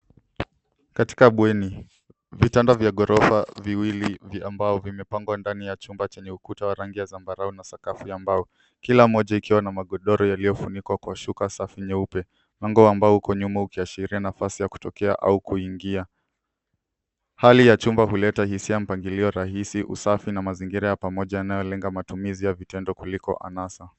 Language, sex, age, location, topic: Swahili, male, 18-24, Nairobi, education